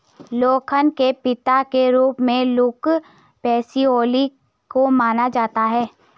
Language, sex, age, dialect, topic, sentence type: Hindi, female, 56-60, Garhwali, banking, statement